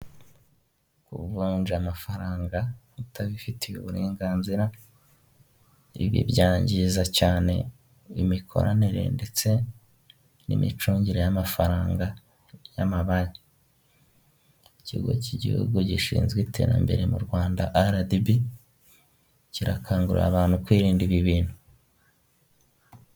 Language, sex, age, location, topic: Kinyarwanda, male, 18-24, Huye, finance